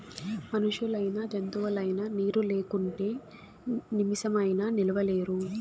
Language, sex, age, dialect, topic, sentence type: Telugu, female, 18-24, Southern, agriculture, statement